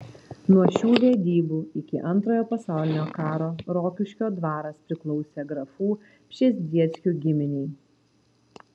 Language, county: Lithuanian, Vilnius